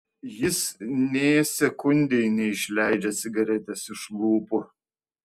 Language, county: Lithuanian, Vilnius